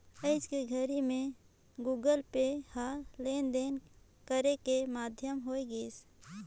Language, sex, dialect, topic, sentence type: Chhattisgarhi, female, Northern/Bhandar, banking, statement